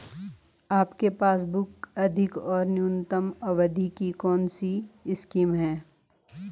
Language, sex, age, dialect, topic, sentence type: Hindi, female, 41-45, Garhwali, banking, question